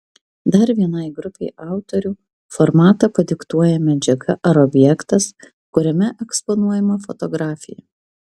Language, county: Lithuanian, Vilnius